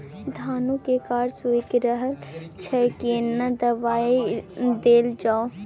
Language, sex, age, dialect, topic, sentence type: Maithili, female, 41-45, Bajjika, agriculture, question